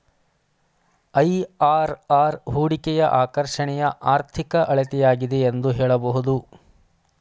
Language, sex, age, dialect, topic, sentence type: Kannada, male, 25-30, Mysore Kannada, banking, statement